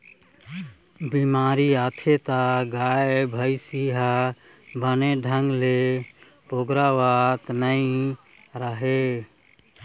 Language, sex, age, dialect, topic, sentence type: Chhattisgarhi, female, 36-40, Eastern, agriculture, statement